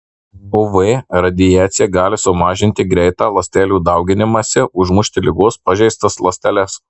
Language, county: Lithuanian, Marijampolė